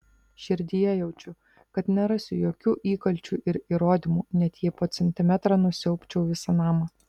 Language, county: Lithuanian, Vilnius